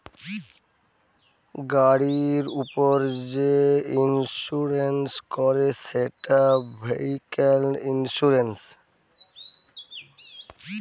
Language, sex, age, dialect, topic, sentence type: Bengali, male, 60-100, Western, banking, statement